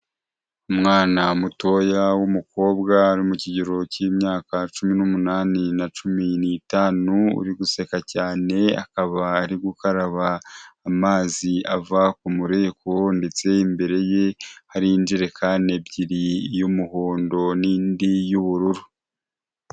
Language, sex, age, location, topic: Kinyarwanda, male, 25-35, Huye, health